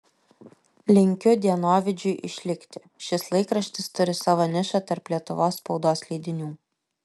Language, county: Lithuanian, Vilnius